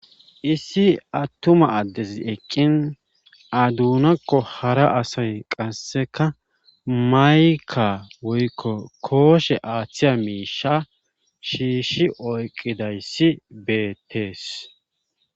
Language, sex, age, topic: Gamo, male, 25-35, government